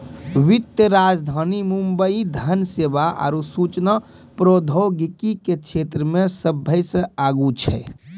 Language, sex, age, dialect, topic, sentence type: Maithili, male, 25-30, Angika, banking, statement